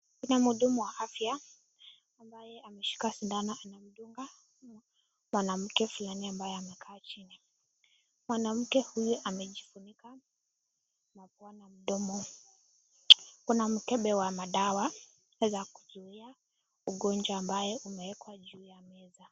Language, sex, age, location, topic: Swahili, female, 18-24, Nakuru, health